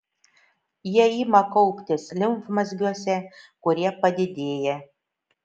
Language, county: Lithuanian, Šiauliai